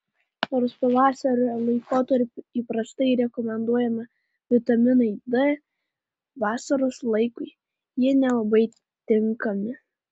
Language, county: Lithuanian, Panevėžys